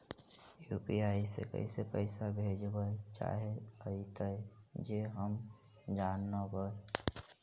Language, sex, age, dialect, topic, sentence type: Magahi, female, 25-30, Central/Standard, banking, question